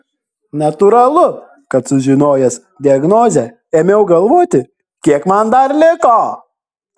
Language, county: Lithuanian, Šiauliai